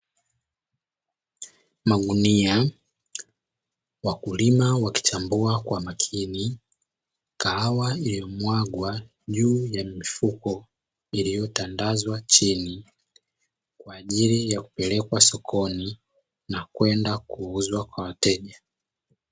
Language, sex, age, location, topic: Swahili, male, 25-35, Dar es Salaam, agriculture